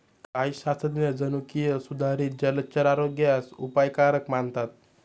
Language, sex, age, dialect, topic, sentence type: Marathi, male, 18-24, Standard Marathi, agriculture, statement